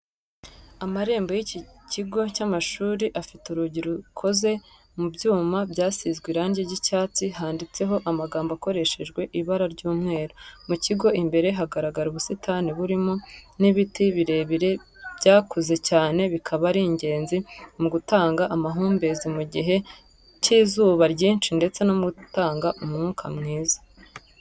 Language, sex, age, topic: Kinyarwanda, female, 18-24, education